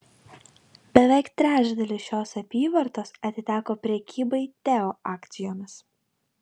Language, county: Lithuanian, Vilnius